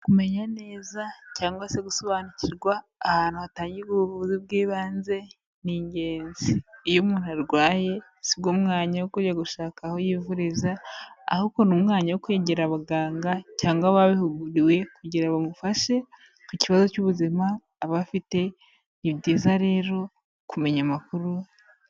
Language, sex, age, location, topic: Kinyarwanda, female, 25-35, Kigali, health